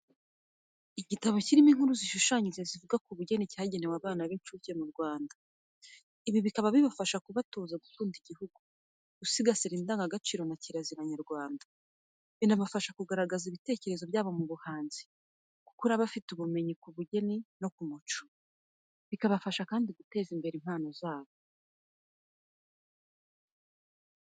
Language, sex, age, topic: Kinyarwanda, female, 25-35, education